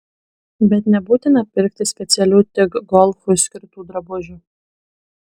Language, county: Lithuanian, Kaunas